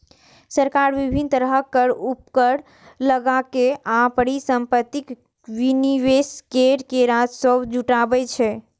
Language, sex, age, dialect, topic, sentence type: Maithili, female, 41-45, Eastern / Thethi, banking, statement